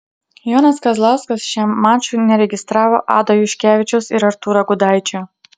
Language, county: Lithuanian, Utena